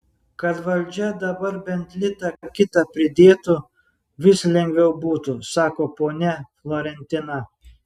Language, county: Lithuanian, Šiauliai